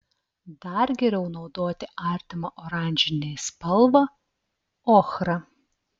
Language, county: Lithuanian, Telšiai